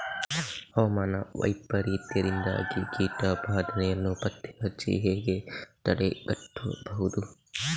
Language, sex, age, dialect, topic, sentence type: Kannada, male, 56-60, Coastal/Dakshin, agriculture, question